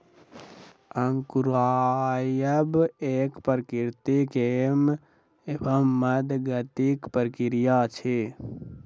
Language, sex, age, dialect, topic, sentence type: Maithili, male, 60-100, Southern/Standard, agriculture, statement